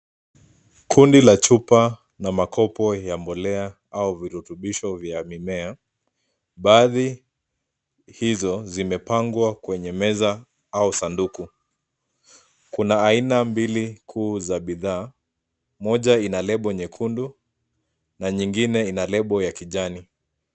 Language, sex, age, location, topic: Swahili, male, 25-35, Nairobi, agriculture